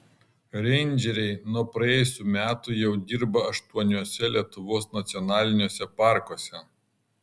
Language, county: Lithuanian, Kaunas